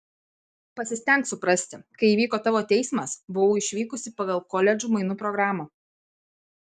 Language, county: Lithuanian, Kaunas